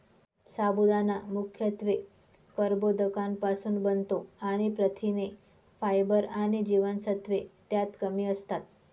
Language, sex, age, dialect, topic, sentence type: Marathi, female, 25-30, Northern Konkan, agriculture, statement